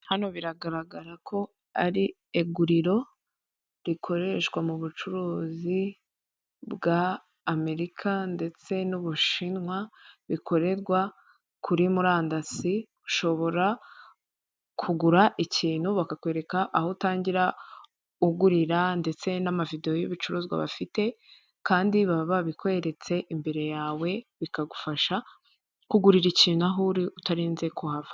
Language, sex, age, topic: Kinyarwanda, female, 25-35, finance